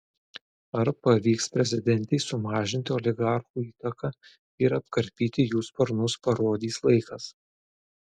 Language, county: Lithuanian, Telšiai